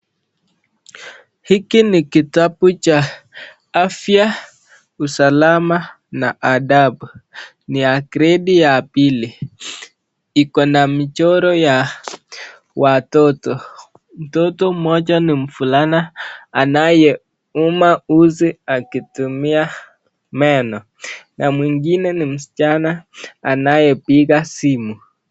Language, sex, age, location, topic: Swahili, male, 18-24, Nakuru, education